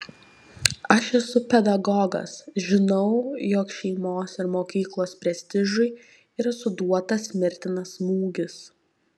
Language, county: Lithuanian, Šiauliai